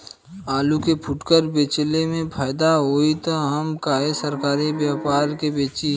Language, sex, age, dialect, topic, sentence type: Bhojpuri, male, 25-30, Western, agriculture, question